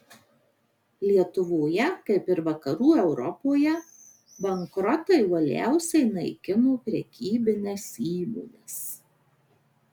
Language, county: Lithuanian, Marijampolė